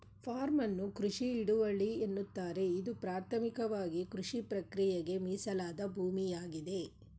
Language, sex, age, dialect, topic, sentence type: Kannada, female, 41-45, Mysore Kannada, agriculture, statement